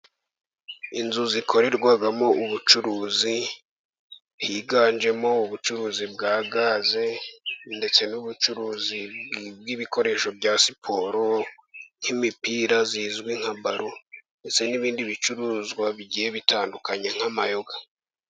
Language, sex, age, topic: Kinyarwanda, male, 18-24, finance